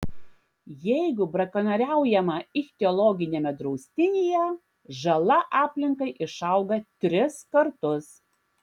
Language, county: Lithuanian, Klaipėda